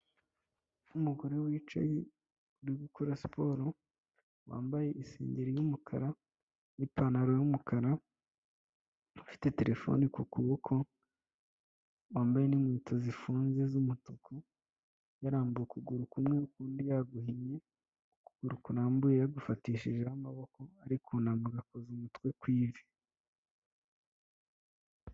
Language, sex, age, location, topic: Kinyarwanda, male, 25-35, Kigali, health